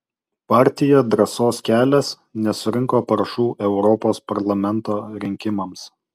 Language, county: Lithuanian, Utena